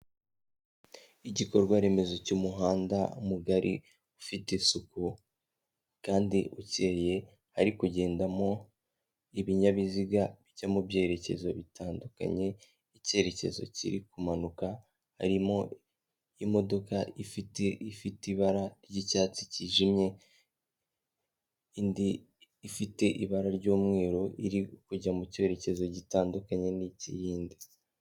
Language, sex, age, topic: Kinyarwanda, female, 18-24, government